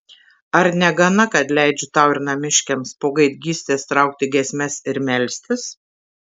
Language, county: Lithuanian, Tauragė